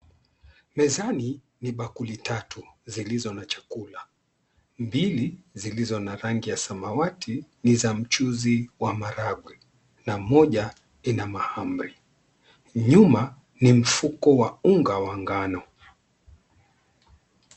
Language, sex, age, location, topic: Swahili, male, 36-49, Mombasa, agriculture